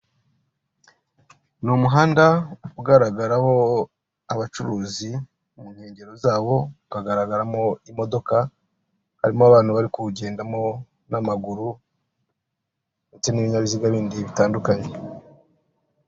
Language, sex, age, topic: Kinyarwanda, male, 36-49, government